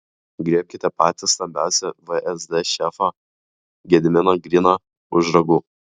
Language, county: Lithuanian, Klaipėda